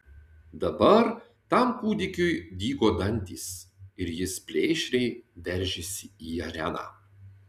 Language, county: Lithuanian, Tauragė